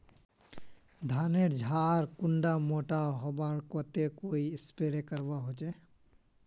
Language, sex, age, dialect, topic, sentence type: Magahi, male, 25-30, Northeastern/Surjapuri, agriculture, question